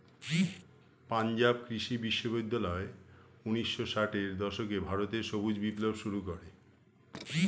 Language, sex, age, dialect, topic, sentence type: Bengali, male, 51-55, Standard Colloquial, agriculture, statement